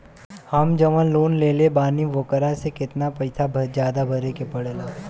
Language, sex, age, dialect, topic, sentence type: Bhojpuri, male, 18-24, Western, banking, question